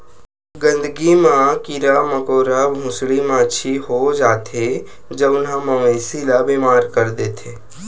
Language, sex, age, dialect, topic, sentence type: Chhattisgarhi, male, 25-30, Western/Budati/Khatahi, agriculture, statement